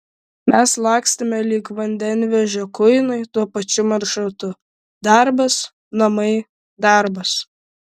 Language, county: Lithuanian, Vilnius